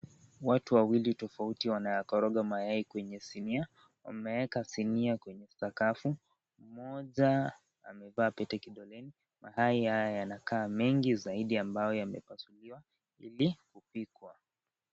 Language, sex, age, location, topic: Swahili, male, 18-24, Kisii, agriculture